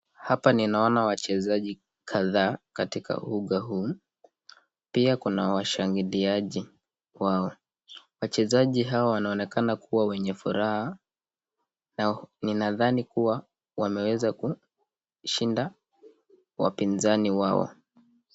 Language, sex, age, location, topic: Swahili, male, 18-24, Nakuru, government